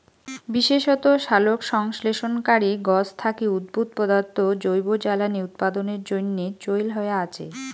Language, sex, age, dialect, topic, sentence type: Bengali, female, 25-30, Rajbangshi, agriculture, statement